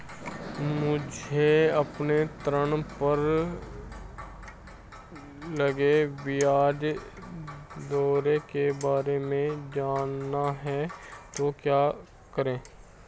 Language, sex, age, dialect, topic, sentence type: Hindi, male, 25-30, Hindustani Malvi Khadi Boli, banking, question